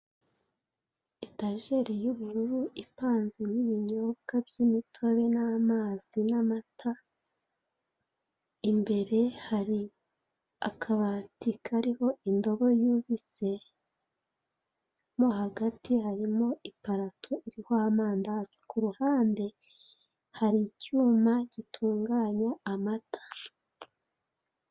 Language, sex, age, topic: Kinyarwanda, female, 36-49, finance